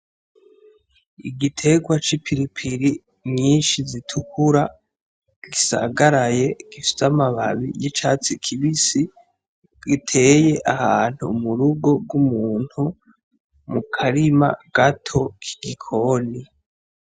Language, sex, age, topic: Rundi, male, 18-24, agriculture